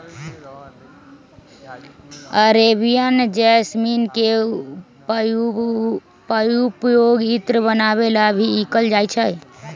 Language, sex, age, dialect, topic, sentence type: Magahi, male, 36-40, Western, agriculture, statement